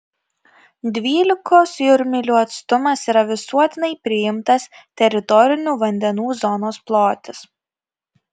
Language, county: Lithuanian, Kaunas